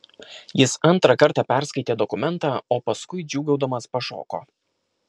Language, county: Lithuanian, Kaunas